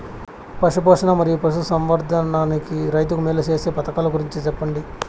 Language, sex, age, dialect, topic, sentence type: Telugu, male, 25-30, Southern, agriculture, question